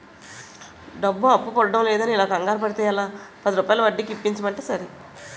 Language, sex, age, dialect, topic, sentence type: Telugu, female, 41-45, Utterandhra, banking, statement